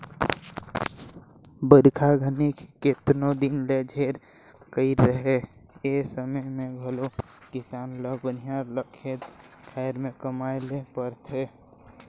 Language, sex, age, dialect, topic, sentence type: Chhattisgarhi, male, 60-100, Northern/Bhandar, agriculture, statement